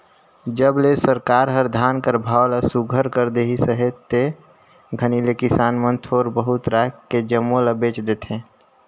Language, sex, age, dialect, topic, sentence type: Chhattisgarhi, male, 25-30, Northern/Bhandar, agriculture, statement